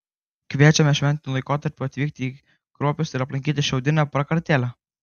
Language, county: Lithuanian, Kaunas